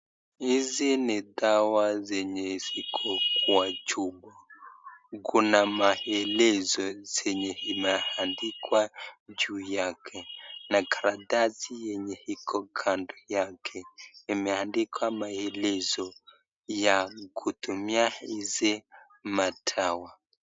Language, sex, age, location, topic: Swahili, male, 25-35, Nakuru, health